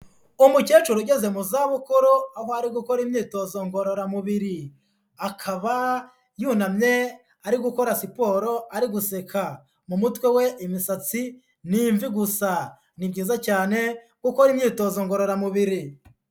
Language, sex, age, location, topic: Kinyarwanda, female, 18-24, Huye, health